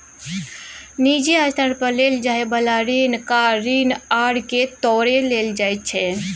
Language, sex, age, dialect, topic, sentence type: Maithili, female, 25-30, Bajjika, banking, statement